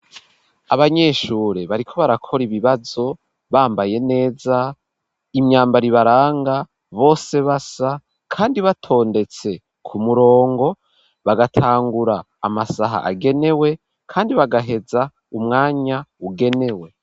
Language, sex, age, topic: Rundi, male, 18-24, education